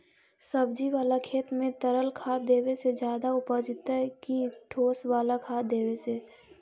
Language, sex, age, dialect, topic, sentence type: Magahi, female, 18-24, Central/Standard, agriculture, question